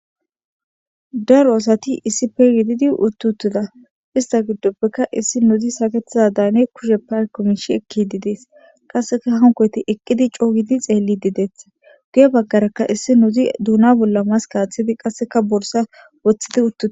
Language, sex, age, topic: Gamo, female, 18-24, government